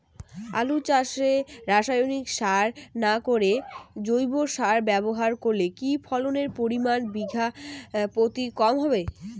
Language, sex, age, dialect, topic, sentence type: Bengali, female, 18-24, Rajbangshi, agriculture, question